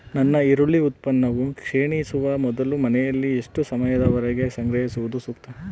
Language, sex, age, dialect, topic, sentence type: Kannada, male, 25-30, Central, agriculture, question